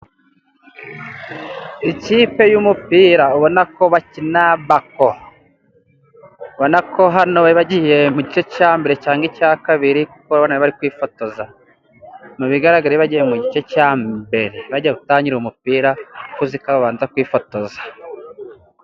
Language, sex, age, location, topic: Kinyarwanda, male, 18-24, Musanze, government